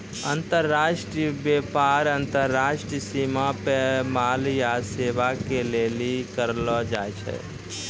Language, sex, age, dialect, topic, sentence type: Maithili, male, 31-35, Angika, banking, statement